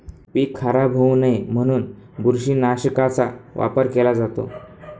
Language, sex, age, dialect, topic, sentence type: Marathi, male, 18-24, Northern Konkan, agriculture, statement